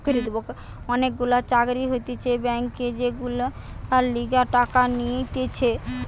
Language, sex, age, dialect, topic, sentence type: Bengali, female, 18-24, Western, banking, statement